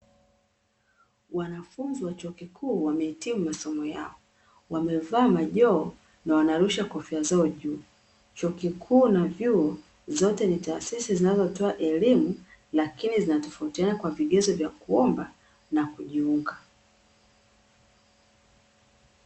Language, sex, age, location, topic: Swahili, female, 36-49, Dar es Salaam, education